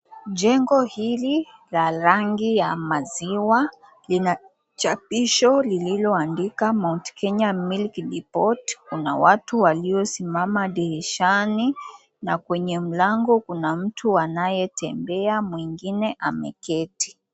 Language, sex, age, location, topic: Swahili, female, 18-24, Mombasa, finance